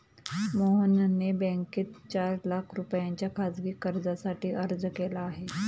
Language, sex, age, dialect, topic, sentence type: Marathi, female, 31-35, Standard Marathi, banking, statement